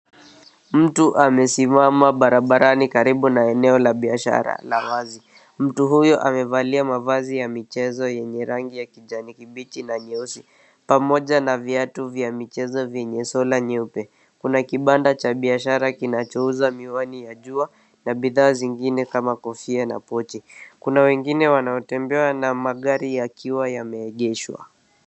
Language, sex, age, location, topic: Swahili, male, 18-24, Nairobi, government